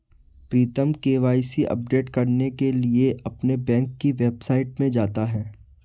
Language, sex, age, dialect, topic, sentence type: Hindi, male, 25-30, Marwari Dhudhari, banking, statement